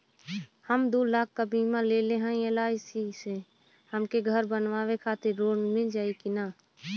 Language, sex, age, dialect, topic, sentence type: Bhojpuri, female, 25-30, Western, banking, question